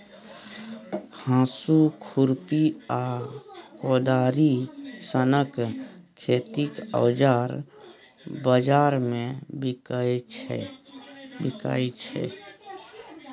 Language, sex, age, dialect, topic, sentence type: Maithili, male, 36-40, Bajjika, agriculture, statement